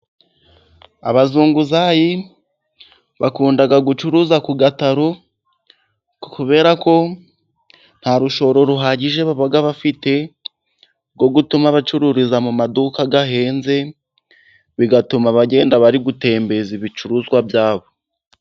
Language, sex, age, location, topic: Kinyarwanda, male, 18-24, Musanze, agriculture